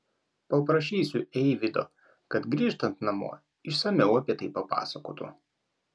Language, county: Lithuanian, Klaipėda